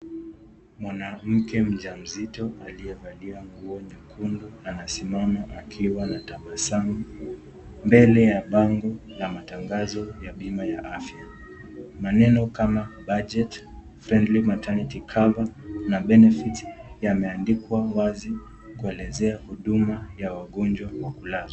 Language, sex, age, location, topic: Swahili, male, 18-24, Nakuru, finance